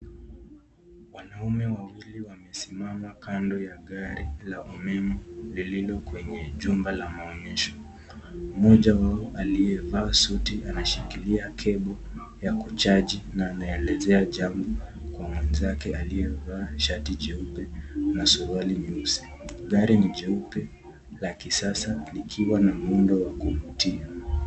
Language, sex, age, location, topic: Swahili, male, 18-24, Nakuru, finance